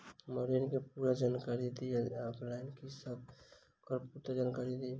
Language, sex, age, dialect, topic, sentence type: Maithili, male, 18-24, Southern/Standard, banking, question